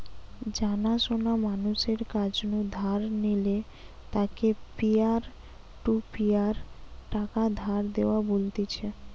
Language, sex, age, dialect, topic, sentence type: Bengali, female, 18-24, Western, banking, statement